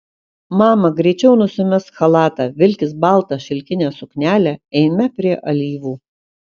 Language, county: Lithuanian, Kaunas